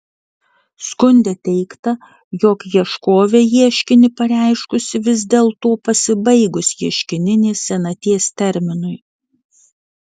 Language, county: Lithuanian, Vilnius